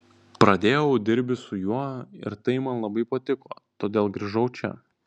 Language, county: Lithuanian, Vilnius